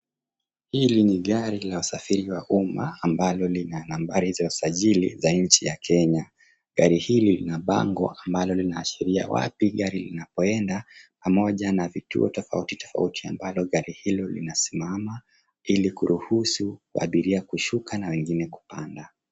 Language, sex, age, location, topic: Swahili, male, 25-35, Nairobi, government